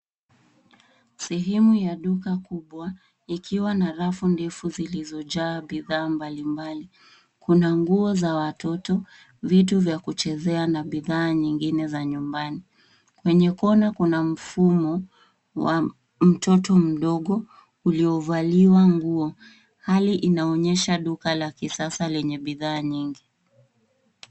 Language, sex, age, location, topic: Swahili, female, 18-24, Nairobi, finance